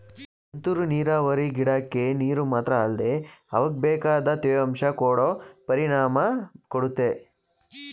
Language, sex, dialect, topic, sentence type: Kannada, male, Mysore Kannada, agriculture, statement